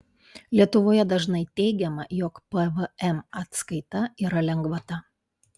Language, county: Lithuanian, Panevėžys